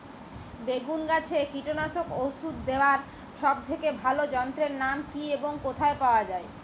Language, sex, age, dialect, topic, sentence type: Bengali, male, 25-30, Western, agriculture, question